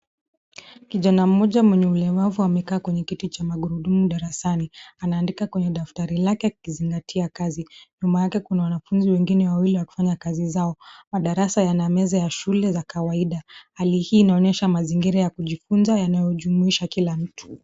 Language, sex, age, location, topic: Swahili, female, 25-35, Nairobi, education